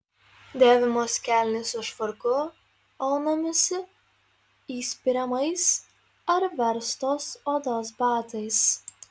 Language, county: Lithuanian, Marijampolė